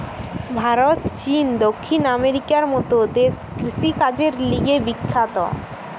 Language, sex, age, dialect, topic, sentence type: Bengali, female, 18-24, Western, agriculture, statement